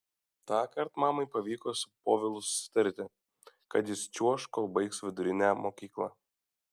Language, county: Lithuanian, Šiauliai